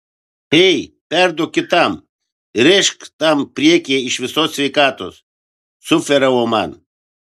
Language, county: Lithuanian, Vilnius